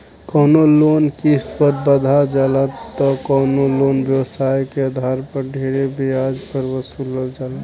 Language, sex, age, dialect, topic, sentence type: Bhojpuri, male, 18-24, Southern / Standard, banking, statement